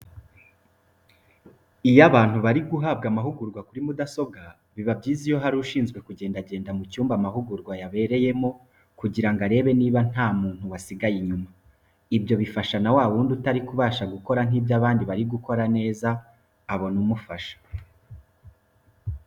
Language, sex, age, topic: Kinyarwanda, male, 25-35, education